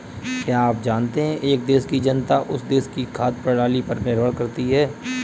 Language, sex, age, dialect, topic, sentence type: Hindi, male, 25-30, Kanauji Braj Bhasha, agriculture, statement